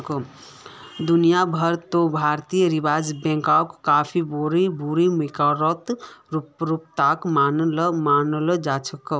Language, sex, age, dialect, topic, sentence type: Magahi, female, 25-30, Northeastern/Surjapuri, banking, statement